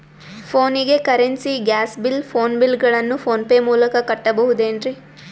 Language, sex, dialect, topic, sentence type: Kannada, female, Northeastern, banking, question